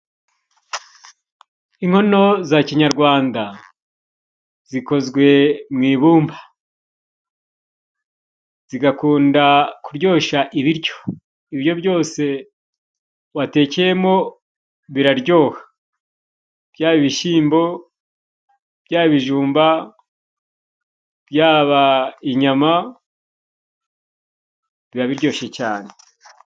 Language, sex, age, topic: Kinyarwanda, male, 36-49, government